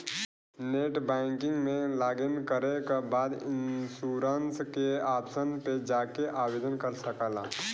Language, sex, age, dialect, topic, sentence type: Bhojpuri, male, 25-30, Western, banking, statement